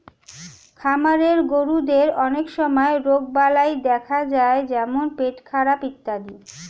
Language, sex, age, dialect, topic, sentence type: Bengali, female, <18, Standard Colloquial, agriculture, statement